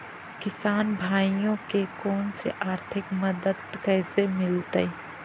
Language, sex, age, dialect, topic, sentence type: Magahi, female, 25-30, Central/Standard, agriculture, question